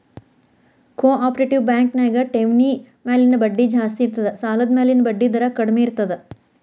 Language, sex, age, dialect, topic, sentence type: Kannada, female, 41-45, Dharwad Kannada, banking, statement